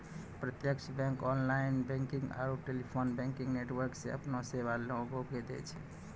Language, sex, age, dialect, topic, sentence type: Maithili, male, 25-30, Angika, banking, statement